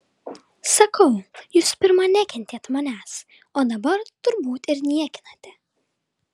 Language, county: Lithuanian, Vilnius